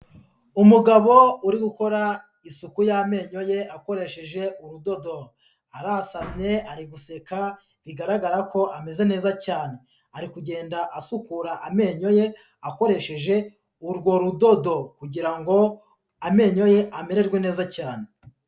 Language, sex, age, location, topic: Kinyarwanda, female, 18-24, Huye, health